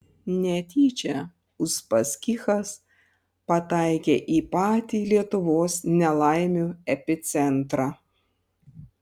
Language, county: Lithuanian, Panevėžys